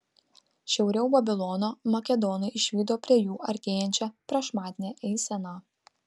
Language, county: Lithuanian, Tauragė